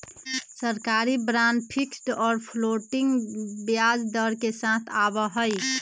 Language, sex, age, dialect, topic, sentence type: Magahi, female, 31-35, Western, banking, statement